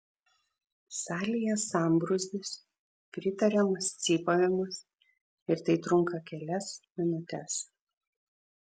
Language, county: Lithuanian, Vilnius